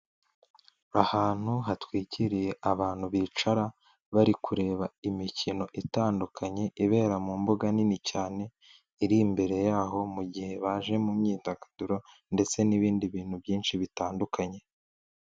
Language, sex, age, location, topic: Kinyarwanda, male, 18-24, Kigali, government